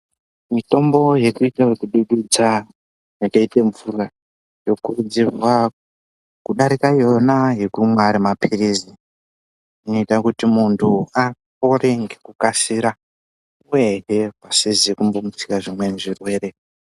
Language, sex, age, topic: Ndau, male, 18-24, health